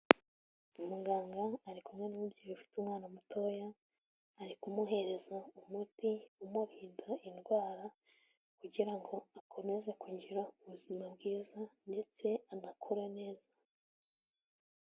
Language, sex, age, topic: Kinyarwanda, female, 18-24, health